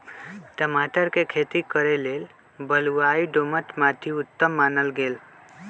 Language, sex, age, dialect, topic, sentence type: Magahi, male, 25-30, Western, agriculture, statement